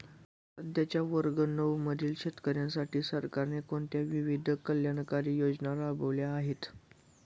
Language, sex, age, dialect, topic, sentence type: Marathi, male, 18-24, Standard Marathi, agriculture, question